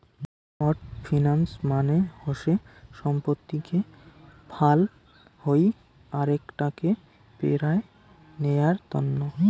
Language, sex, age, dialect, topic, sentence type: Bengali, male, 18-24, Rajbangshi, banking, statement